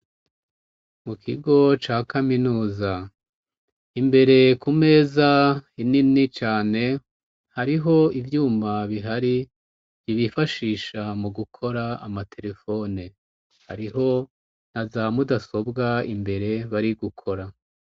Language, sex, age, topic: Rundi, female, 36-49, education